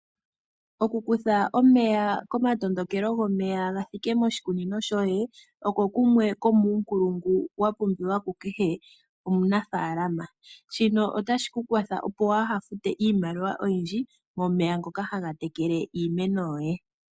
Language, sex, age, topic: Oshiwambo, female, 25-35, agriculture